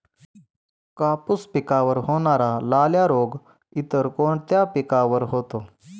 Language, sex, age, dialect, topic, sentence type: Marathi, male, 18-24, Standard Marathi, agriculture, question